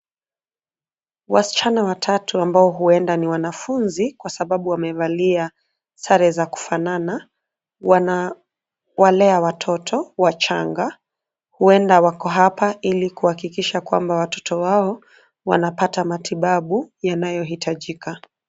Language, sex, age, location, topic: Swahili, female, 25-35, Nairobi, health